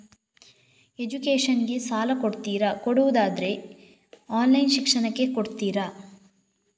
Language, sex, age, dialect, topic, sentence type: Kannada, female, 36-40, Coastal/Dakshin, banking, question